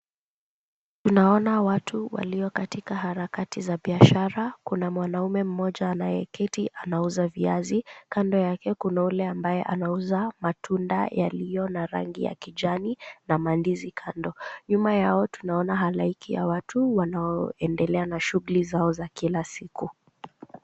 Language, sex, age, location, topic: Swahili, female, 18-24, Kisumu, finance